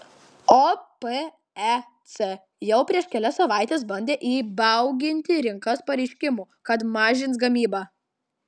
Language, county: Lithuanian, Klaipėda